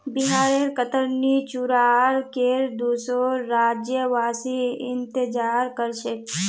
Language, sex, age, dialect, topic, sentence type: Magahi, female, 18-24, Northeastern/Surjapuri, agriculture, statement